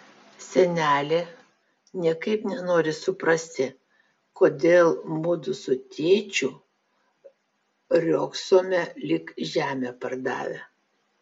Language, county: Lithuanian, Vilnius